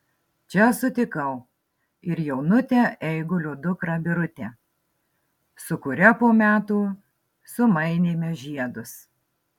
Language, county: Lithuanian, Marijampolė